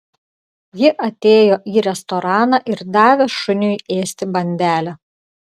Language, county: Lithuanian, Klaipėda